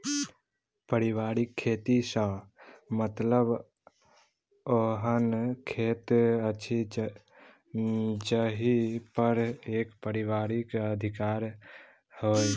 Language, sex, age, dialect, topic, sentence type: Maithili, male, 18-24, Southern/Standard, agriculture, statement